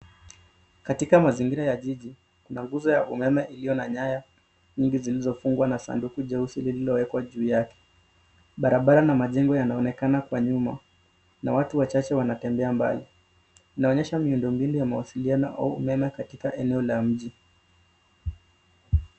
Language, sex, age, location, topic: Swahili, male, 25-35, Nairobi, government